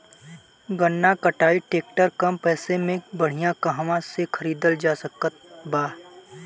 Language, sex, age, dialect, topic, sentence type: Bhojpuri, male, 18-24, Southern / Standard, agriculture, question